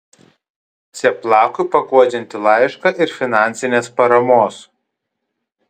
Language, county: Lithuanian, Kaunas